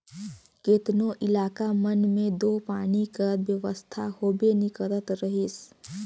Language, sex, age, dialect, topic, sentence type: Chhattisgarhi, female, 18-24, Northern/Bhandar, agriculture, statement